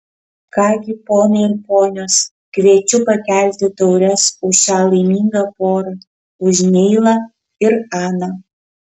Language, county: Lithuanian, Kaunas